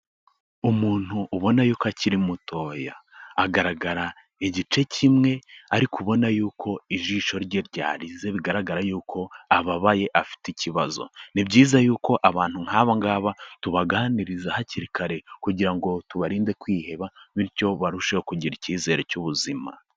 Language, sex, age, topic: Kinyarwanda, male, 18-24, health